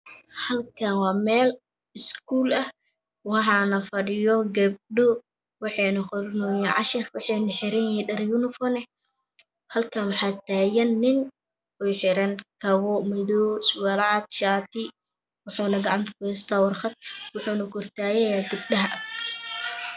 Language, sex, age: Somali, female, 18-24